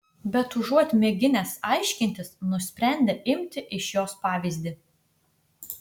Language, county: Lithuanian, Utena